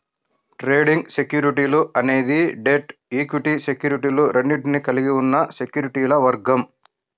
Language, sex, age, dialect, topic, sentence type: Telugu, male, 56-60, Central/Coastal, banking, statement